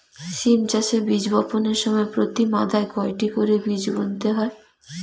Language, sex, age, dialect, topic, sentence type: Bengali, female, 18-24, Rajbangshi, agriculture, question